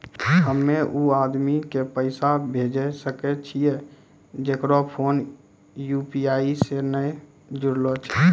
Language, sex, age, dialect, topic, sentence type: Maithili, male, 18-24, Angika, banking, question